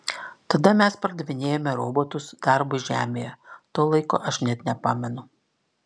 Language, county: Lithuanian, Klaipėda